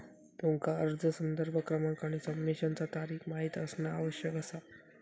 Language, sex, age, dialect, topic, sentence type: Marathi, male, 18-24, Southern Konkan, banking, statement